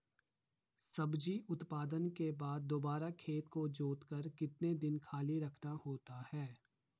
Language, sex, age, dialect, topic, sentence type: Hindi, male, 51-55, Garhwali, agriculture, question